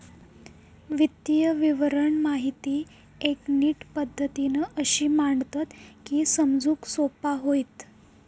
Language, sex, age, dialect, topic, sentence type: Marathi, female, 18-24, Southern Konkan, banking, statement